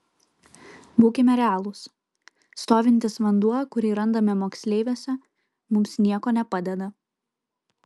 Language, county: Lithuanian, Kaunas